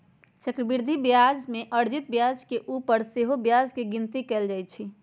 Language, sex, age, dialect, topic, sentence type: Magahi, female, 56-60, Western, banking, statement